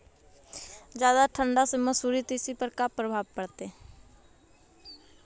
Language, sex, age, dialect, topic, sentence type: Magahi, female, 18-24, Central/Standard, agriculture, question